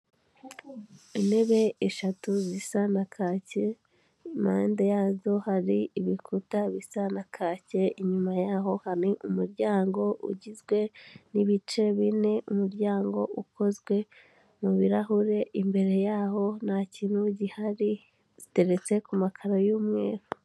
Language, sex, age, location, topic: Kinyarwanda, female, 18-24, Kigali, health